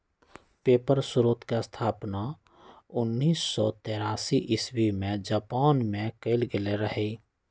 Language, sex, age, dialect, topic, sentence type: Magahi, male, 60-100, Western, agriculture, statement